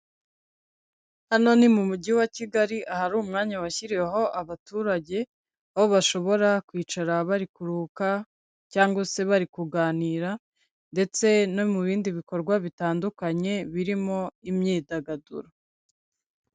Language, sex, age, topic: Kinyarwanda, female, 25-35, government